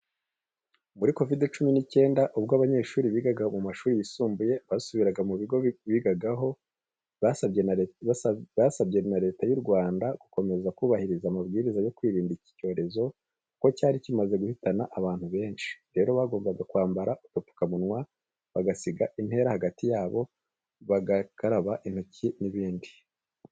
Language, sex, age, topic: Kinyarwanda, male, 25-35, education